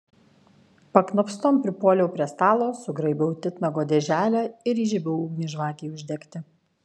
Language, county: Lithuanian, Kaunas